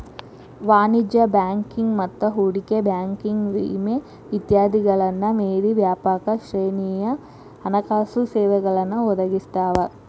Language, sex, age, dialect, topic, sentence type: Kannada, female, 18-24, Dharwad Kannada, banking, statement